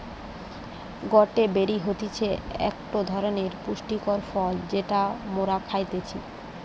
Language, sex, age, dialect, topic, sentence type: Bengali, male, 25-30, Western, agriculture, statement